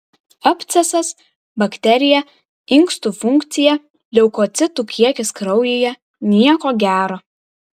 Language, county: Lithuanian, Vilnius